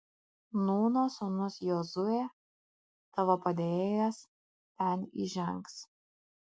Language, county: Lithuanian, Kaunas